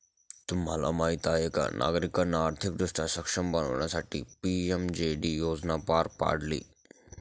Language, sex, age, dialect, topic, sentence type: Marathi, male, 18-24, Northern Konkan, banking, statement